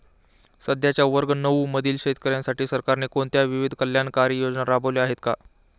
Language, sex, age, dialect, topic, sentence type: Marathi, male, 18-24, Standard Marathi, agriculture, question